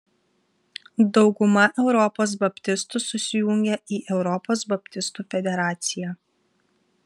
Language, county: Lithuanian, Vilnius